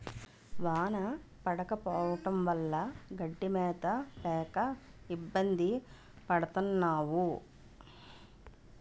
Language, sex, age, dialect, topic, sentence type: Telugu, female, 41-45, Utterandhra, agriculture, statement